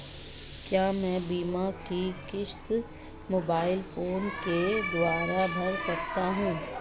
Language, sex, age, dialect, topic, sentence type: Hindi, female, 25-30, Marwari Dhudhari, banking, question